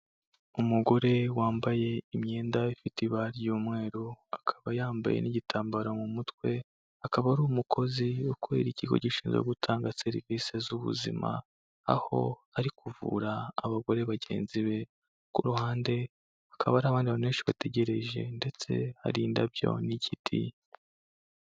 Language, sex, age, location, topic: Kinyarwanda, male, 25-35, Kigali, health